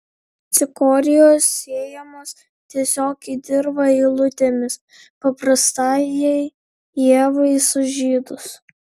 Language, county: Lithuanian, Vilnius